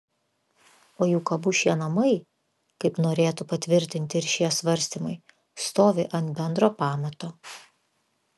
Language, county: Lithuanian, Vilnius